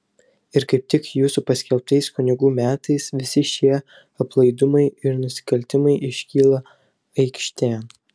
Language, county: Lithuanian, Telšiai